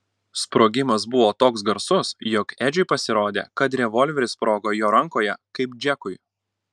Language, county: Lithuanian, Panevėžys